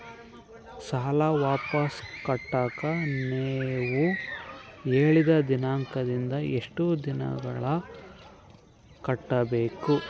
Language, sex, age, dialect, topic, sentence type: Kannada, male, 51-55, Central, banking, question